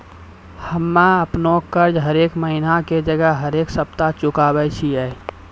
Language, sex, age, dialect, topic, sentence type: Maithili, male, 41-45, Angika, banking, statement